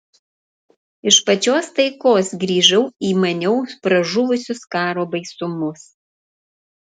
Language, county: Lithuanian, Panevėžys